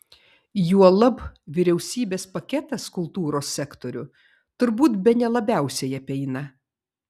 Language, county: Lithuanian, Vilnius